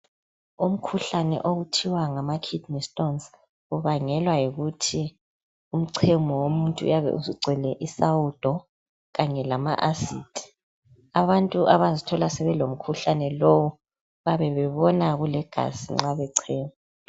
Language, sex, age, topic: North Ndebele, female, 50+, health